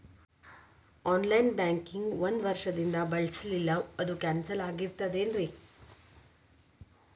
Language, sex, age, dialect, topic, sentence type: Kannada, female, 25-30, Dharwad Kannada, banking, question